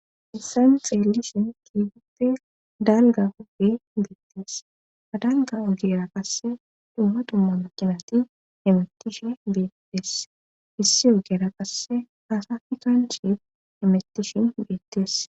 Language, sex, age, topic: Gamo, female, 25-35, government